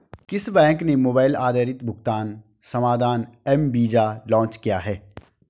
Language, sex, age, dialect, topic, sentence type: Hindi, male, 25-30, Hindustani Malvi Khadi Boli, banking, question